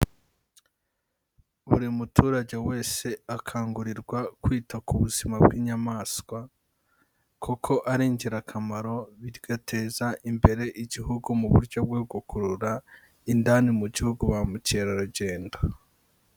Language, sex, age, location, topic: Kinyarwanda, male, 25-35, Kigali, agriculture